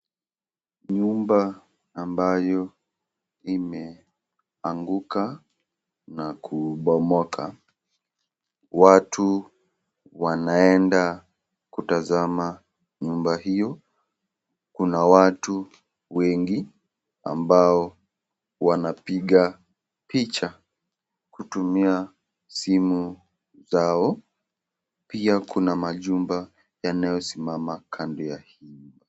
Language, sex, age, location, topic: Swahili, female, 36-49, Nakuru, health